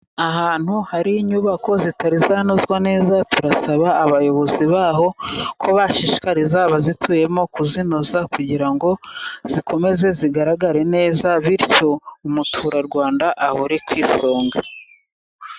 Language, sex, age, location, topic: Kinyarwanda, female, 36-49, Musanze, government